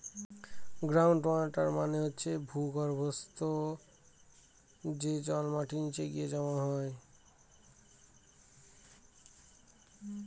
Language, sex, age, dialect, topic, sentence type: Bengali, male, 25-30, Northern/Varendri, agriculture, statement